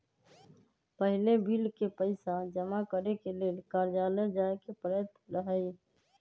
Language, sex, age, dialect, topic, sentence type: Magahi, female, 25-30, Western, banking, statement